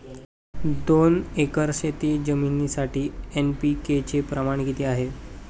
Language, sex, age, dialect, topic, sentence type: Marathi, male, 18-24, Standard Marathi, agriculture, question